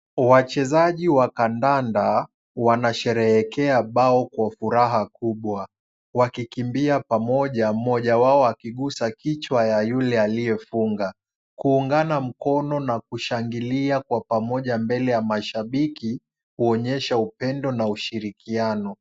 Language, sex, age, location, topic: Swahili, male, 18-24, Kisumu, government